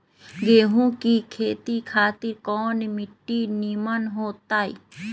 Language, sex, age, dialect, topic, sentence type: Magahi, female, 31-35, Western, agriculture, question